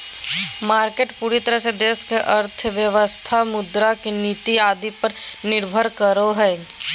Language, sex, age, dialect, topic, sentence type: Magahi, female, 18-24, Southern, banking, statement